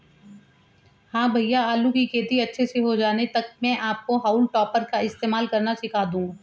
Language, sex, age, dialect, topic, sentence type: Hindi, male, 36-40, Hindustani Malvi Khadi Boli, agriculture, statement